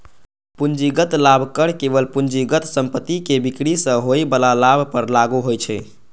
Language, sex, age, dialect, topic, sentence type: Maithili, male, 18-24, Eastern / Thethi, banking, statement